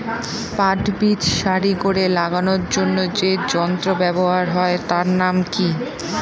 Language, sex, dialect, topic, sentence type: Bengali, female, Northern/Varendri, agriculture, question